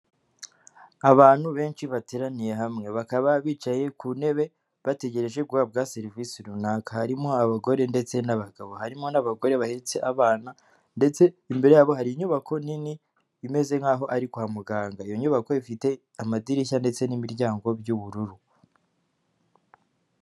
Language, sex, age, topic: Kinyarwanda, female, 25-35, government